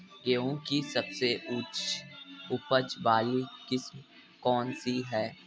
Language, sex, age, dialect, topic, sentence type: Hindi, male, 60-100, Kanauji Braj Bhasha, agriculture, question